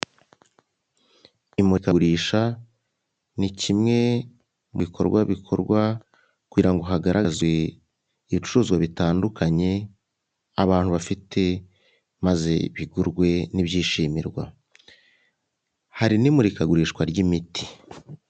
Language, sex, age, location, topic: Kinyarwanda, male, 25-35, Huye, health